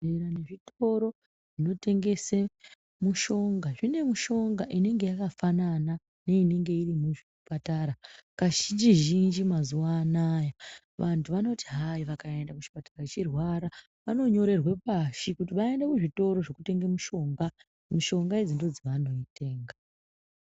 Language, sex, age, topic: Ndau, female, 25-35, health